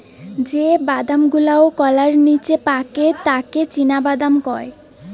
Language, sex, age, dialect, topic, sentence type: Bengali, female, 18-24, Western, agriculture, statement